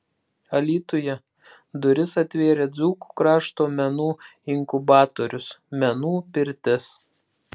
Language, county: Lithuanian, Klaipėda